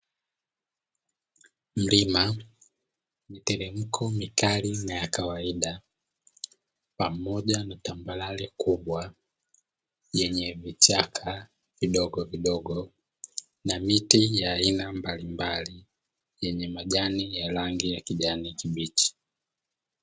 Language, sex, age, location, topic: Swahili, male, 25-35, Dar es Salaam, agriculture